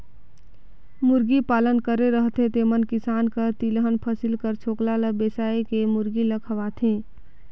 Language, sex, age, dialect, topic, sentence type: Chhattisgarhi, female, 18-24, Northern/Bhandar, agriculture, statement